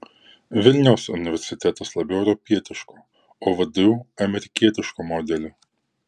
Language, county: Lithuanian, Kaunas